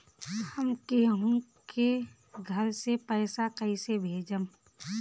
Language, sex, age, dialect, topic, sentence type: Bhojpuri, female, 31-35, Northern, banking, question